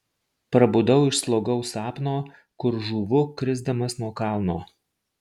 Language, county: Lithuanian, Marijampolė